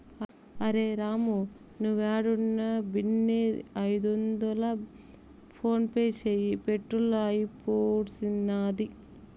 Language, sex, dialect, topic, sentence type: Telugu, female, Southern, banking, statement